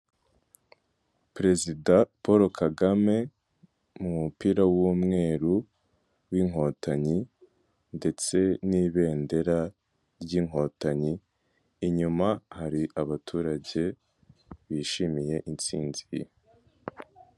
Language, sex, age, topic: Kinyarwanda, male, 18-24, government